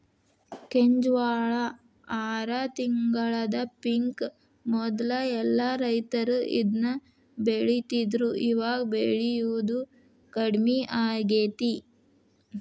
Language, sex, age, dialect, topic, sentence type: Kannada, female, 18-24, Dharwad Kannada, agriculture, statement